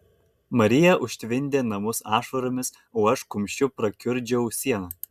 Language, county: Lithuanian, Kaunas